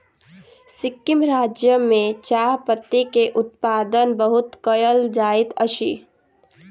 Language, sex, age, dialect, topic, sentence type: Maithili, female, 18-24, Southern/Standard, agriculture, statement